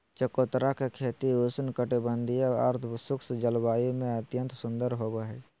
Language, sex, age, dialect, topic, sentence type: Magahi, male, 25-30, Southern, agriculture, statement